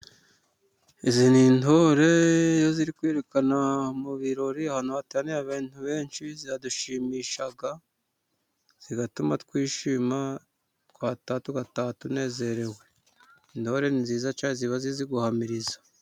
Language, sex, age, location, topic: Kinyarwanda, male, 36-49, Musanze, government